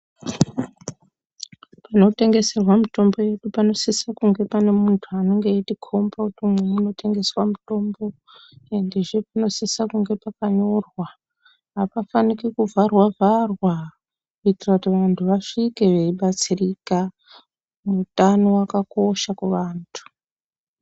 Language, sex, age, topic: Ndau, female, 18-24, health